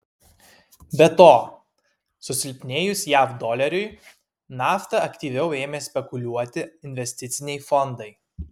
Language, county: Lithuanian, Kaunas